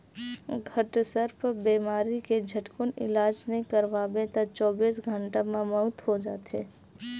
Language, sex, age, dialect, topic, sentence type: Chhattisgarhi, female, 25-30, Western/Budati/Khatahi, agriculture, statement